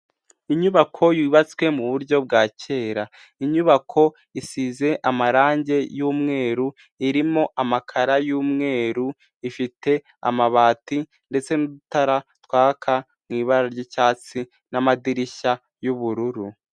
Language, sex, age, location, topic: Kinyarwanda, male, 18-24, Huye, health